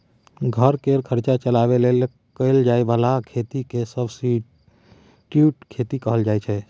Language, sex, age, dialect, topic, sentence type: Maithili, male, 31-35, Bajjika, agriculture, statement